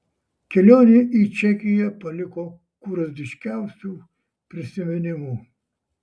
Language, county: Lithuanian, Šiauliai